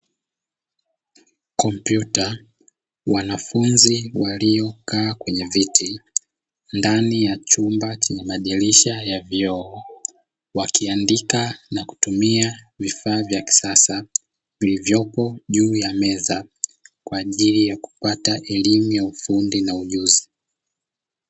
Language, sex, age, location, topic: Swahili, male, 25-35, Dar es Salaam, education